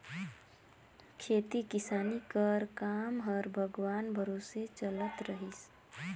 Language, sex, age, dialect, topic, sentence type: Chhattisgarhi, female, 25-30, Northern/Bhandar, agriculture, statement